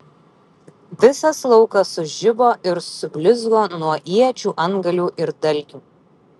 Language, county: Lithuanian, Vilnius